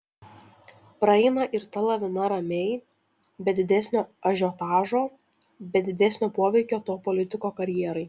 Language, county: Lithuanian, Šiauliai